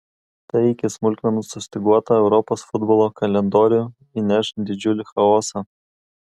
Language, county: Lithuanian, Kaunas